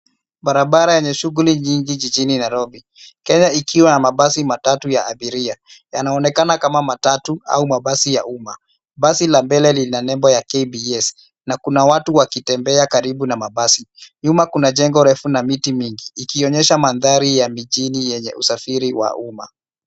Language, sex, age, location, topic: Swahili, male, 25-35, Nairobi, government